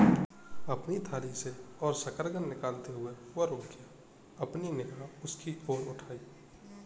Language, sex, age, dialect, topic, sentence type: Hindi, male, 18-24, Kanauji Braj Bhasha, agriculture, statement